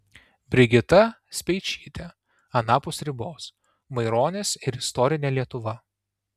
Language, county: Lithuanian, Tauragė